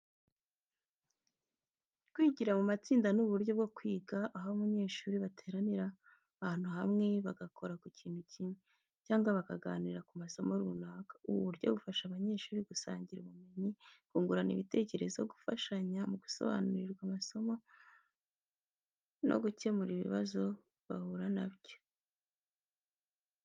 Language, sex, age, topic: Kinyarwanda, female, 25-35, education